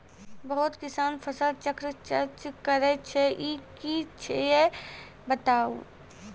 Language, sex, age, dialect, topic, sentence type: Maithili, female, 18-24, Angika, agriculture, question